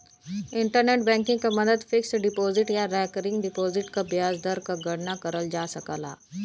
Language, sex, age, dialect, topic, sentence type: Bhojpuri, female, 25-30, Western, banking, statement